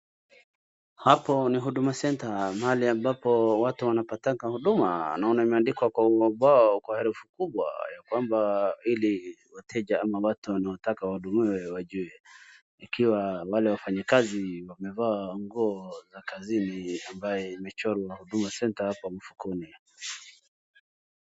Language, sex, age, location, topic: Swahili, male, 36-49, Wajir, government